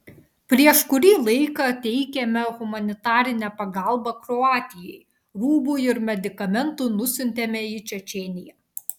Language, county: Lithuanian, Vilnius